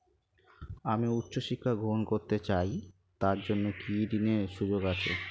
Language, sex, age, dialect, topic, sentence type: Bengali, male, 36-40, Standard Colloquial, banking, question